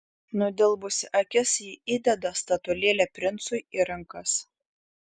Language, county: Lithuanian, Šiauliai